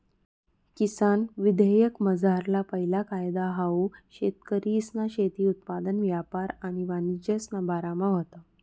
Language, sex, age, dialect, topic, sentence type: Marathi, female, 31-35, Northern Konkan, agriculture, statement